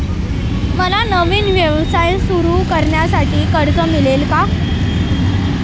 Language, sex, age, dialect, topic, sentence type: Marathi, male, <18, Standard Marathi, banking, question